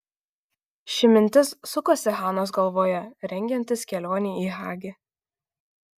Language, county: Lithuanian, Kaunas